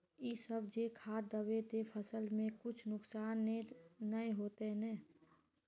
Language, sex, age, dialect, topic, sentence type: Magahi, female, 25-30, Northeastern/Surjapuri, agriculture, question